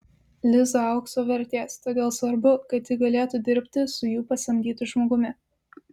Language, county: Lithuanian, Vilnius